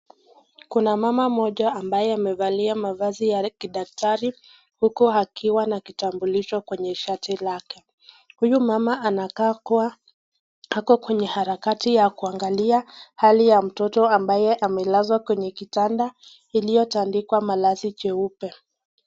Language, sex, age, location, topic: Swahili, female, 18-24, Nakuru, health